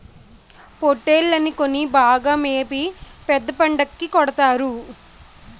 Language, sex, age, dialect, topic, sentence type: Telugu, female, 18-24, Utterandhra, agriculture, statement